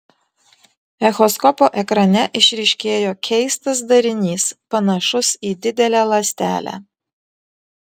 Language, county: Lithuanian, Vilnius